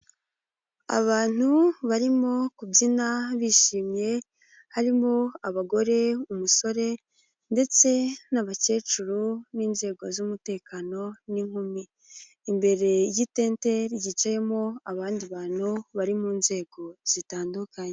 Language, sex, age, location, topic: Kinyarwanda, female, 18-24, Nyagatare, government